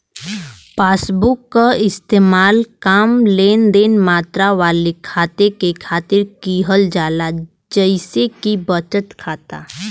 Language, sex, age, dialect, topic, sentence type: Bhojpuri, female, 18-24, Western, banking, statement